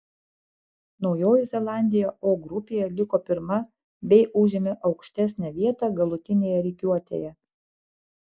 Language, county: Lithuanian, Klaipėda